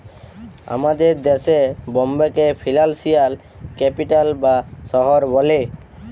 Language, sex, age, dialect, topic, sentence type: Bengali, male, 18-24, Jharkhandi, banking, statement